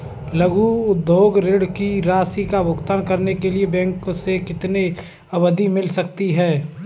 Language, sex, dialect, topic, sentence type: Hindi, male, Kanauji Braj Bhasha, banking, question